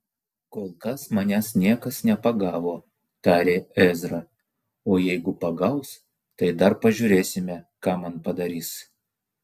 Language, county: Lithuanian, Vilnius